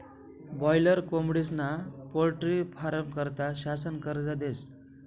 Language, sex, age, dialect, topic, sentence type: Marathi, male, 25-30, Northern Konkan, agriculture, statement